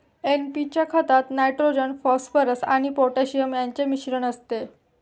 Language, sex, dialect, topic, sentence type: Marathi, female, Standard Marathi, agriculture, statement